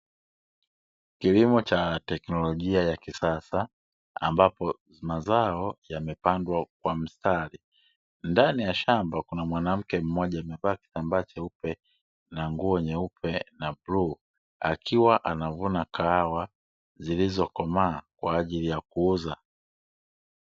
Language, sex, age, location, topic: Swahili, male, 25-35, Dar es Salaam, agriculture